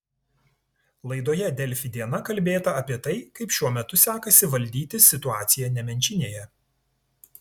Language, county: Lithuanian, Tauragė